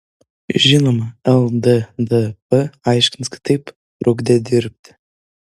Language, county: Lithuanian, Vilnius